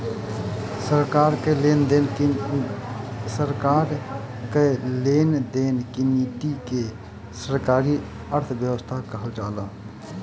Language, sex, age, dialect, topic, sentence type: Bhojpuri, male, 25-30, Northern, banking, statement